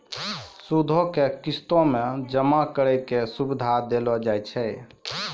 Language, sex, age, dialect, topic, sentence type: Maithili, male, 25-30, Angika, banking, statement